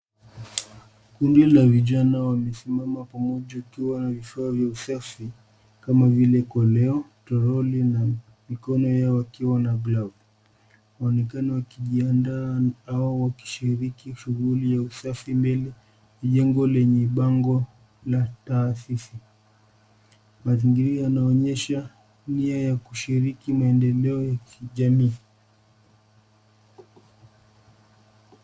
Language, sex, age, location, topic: Swahili, male, 25-35, Nairobi, government